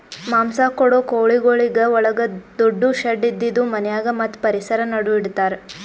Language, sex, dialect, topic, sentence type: Kannada, female, Northeastern, agriculture, statement